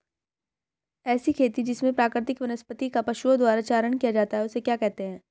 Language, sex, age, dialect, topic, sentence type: Hindi, female, 18-24, Hindustani Malvi Khadi Boli, agriculture, question